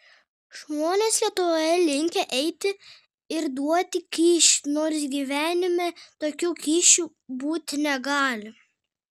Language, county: Lithuanian, Kaunas